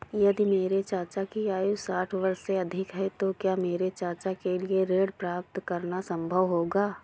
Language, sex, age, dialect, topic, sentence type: Hindi, female, 25-30, Awadhi Bundeli, banking, statement